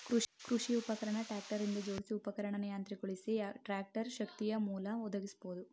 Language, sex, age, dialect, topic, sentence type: Kannada, male, 31-35, Mysore Kannada, agriculture, statement